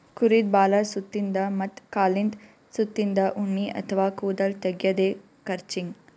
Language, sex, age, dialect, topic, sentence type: Kannada, female, 18-24, Northeastern, agriculture, statement